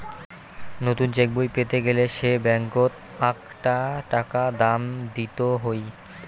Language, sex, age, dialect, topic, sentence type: Bengali, male, 18-24, Rajbangshi, banking, statement